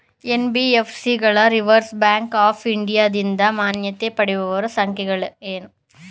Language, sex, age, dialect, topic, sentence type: Kannada, male, 41-45, Mysore Kannada, banking, question